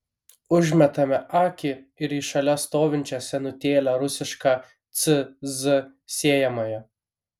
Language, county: Lithuanian, Kaunas